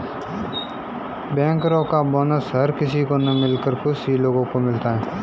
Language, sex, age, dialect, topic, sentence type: Hindi, male, 25-30, Marwari Dhudhari, banking, statement